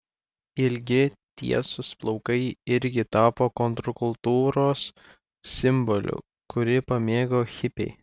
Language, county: Lithuanian, Klaipėda